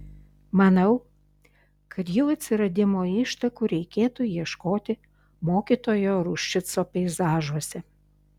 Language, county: Lithuanian, Šiauliai